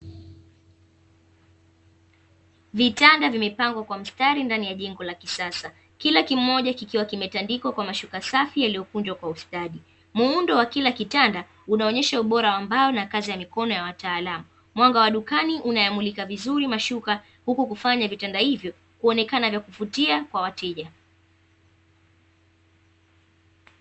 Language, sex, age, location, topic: Swahili, female, 18-24, Dar es Salaam, finance